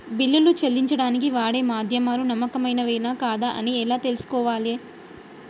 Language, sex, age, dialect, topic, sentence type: Telugu, female, 18-24, Telangana, banking, question